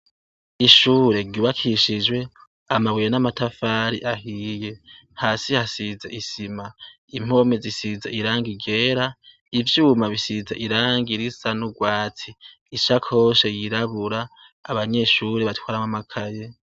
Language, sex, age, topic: Rundi, male, 18-24, education